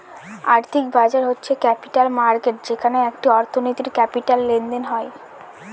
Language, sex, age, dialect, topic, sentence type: Bengali, female, 18-24, Northern/Varendri, banking, statement